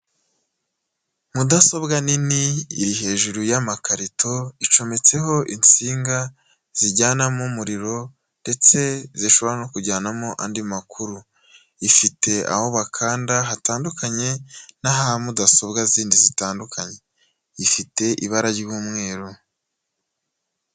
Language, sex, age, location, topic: Kinyarwanda, male, 18-24, Nyagatare, health